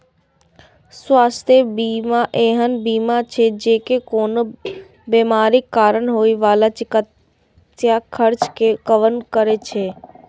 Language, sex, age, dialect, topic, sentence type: Maithili, female, 36-40, Eastern / Thethi, banking, statement